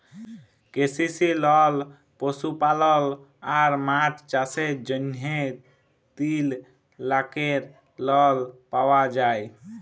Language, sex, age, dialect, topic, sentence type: Bengali, male, 25-30, Jharkhandi, agriculture, statement